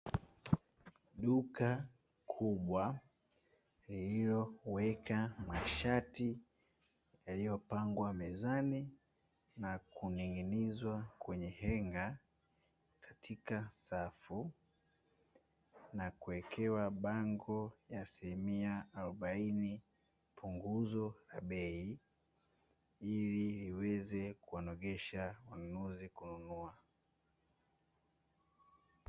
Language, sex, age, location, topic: Swahili, male, 18-24, Dar es Salaam, finance